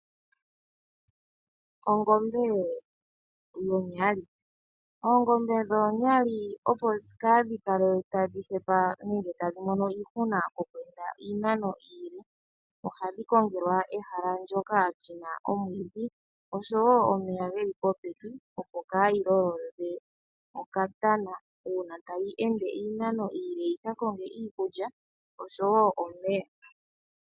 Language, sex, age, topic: Oshiwambo, female, 25-35, agriculture